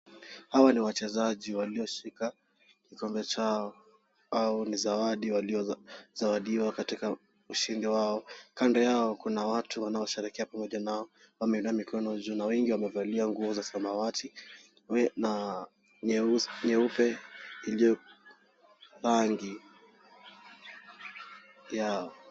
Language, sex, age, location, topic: Swahili, male, 18-24, Kisumu, government